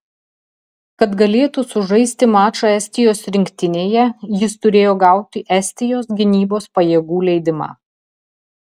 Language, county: Lithuanian, Telšiai